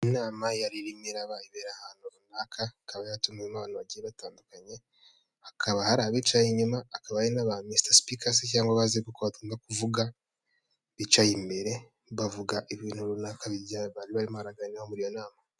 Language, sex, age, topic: Kinyarwanda, male, 18-24, government